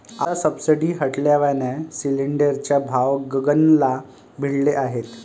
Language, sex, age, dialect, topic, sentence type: Marathi, male, 31-35, Varhadi, banking, statement